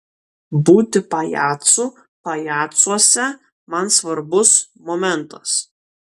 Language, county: Lithuanian, Kaunas